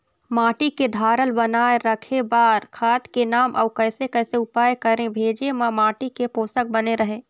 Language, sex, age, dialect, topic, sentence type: Chhattisgarhi, female, 18-24, Eastern, agriculture, question